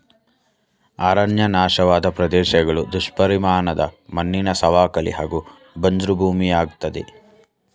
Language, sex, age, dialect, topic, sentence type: Kannada, male, 18-24, Mysore Kannada, agriculture, statement